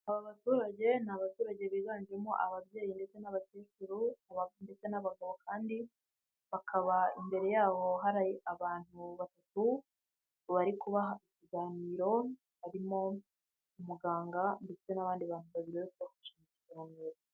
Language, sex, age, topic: Kinyarwanda, female, 18-24, health